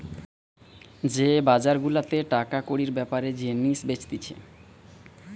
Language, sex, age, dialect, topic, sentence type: Bengali, male, 31-35, Western, banking, statement